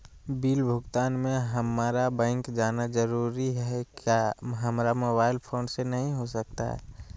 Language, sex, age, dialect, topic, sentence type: Magahi, male, 18-24, Southern, banking, question